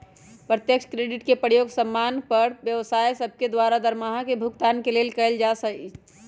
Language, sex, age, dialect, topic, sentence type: Magahi, female, 31-35, Western, banking, statement